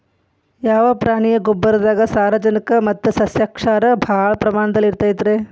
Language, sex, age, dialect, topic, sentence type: Kannada, female, 41-45, Dharwad Kannada, agriculture, question